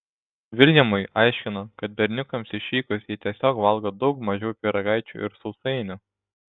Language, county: Lithuanian, Šiauliai